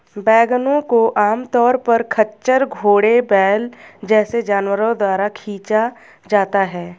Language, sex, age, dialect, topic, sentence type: Hindi, female, 25-30, Garhwali, agriculture, statement